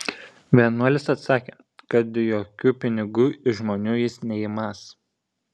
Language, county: Lithuanian, Šiauliai